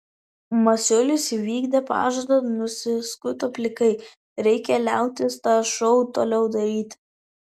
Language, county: Lithuanian, Vilnius